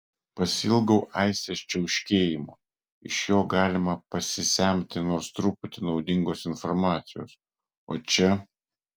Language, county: Lithuanian, Vilnius